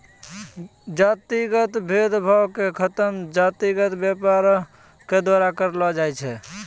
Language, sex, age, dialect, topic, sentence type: Maithili, male, 25-30, Angika, banking, statement